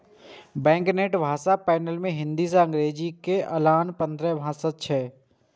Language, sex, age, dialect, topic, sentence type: Maithili, male, 18-24, Eastern / Thethi, banking, statement